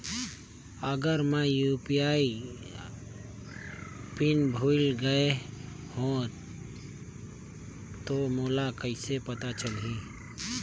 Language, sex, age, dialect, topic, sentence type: Chhattisgarhi, male, 18-24, Northern/Bhandar, banking, question